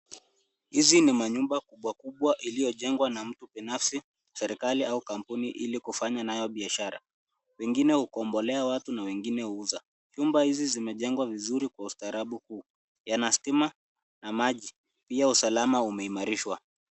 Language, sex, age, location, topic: Swahili, male, 18-24, Nairobi, finance